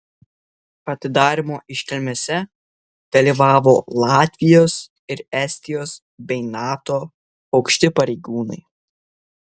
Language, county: Lithuanian, Vilnius